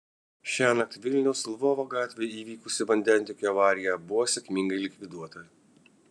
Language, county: Lithuanian, Kaunas